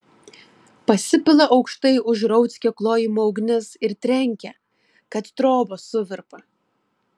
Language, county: Lithuanian, Klaipėda